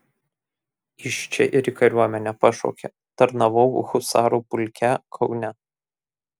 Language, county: Lithuanian, Kaunas